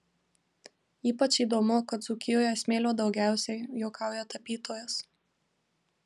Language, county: Lithuanian, Marijampolė